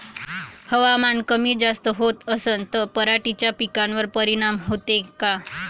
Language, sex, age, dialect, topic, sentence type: Marathi, female, 25-30, Varhadi, agriculture, question